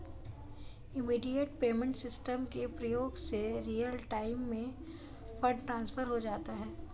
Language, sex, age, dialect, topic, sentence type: Hindi, female, 25-30, Marwari Dhudhari, banking, statement